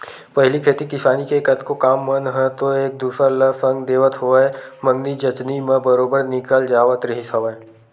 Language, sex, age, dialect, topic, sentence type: Chhattisgarhi, male, 18-24, Western/Budati/Khatahi, banking, statement